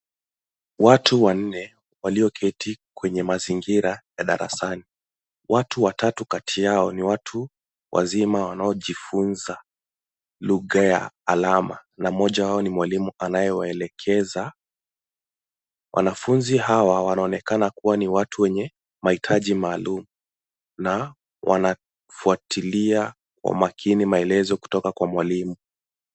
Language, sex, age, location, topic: Swahili, male, 18-24, Nairobi, education